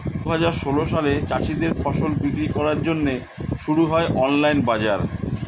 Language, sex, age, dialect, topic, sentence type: Bengali, male, 51-55, Standard Colloquial, agriculture, statement